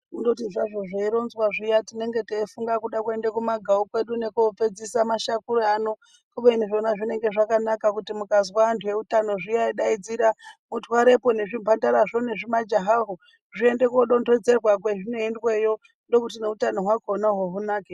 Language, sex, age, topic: Ndau, male, 18-24, health